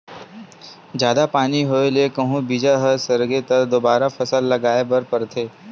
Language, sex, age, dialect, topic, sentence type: Chhattisgarhi, male, 18-24, Western/Budati/Khatahi, agriculture, statement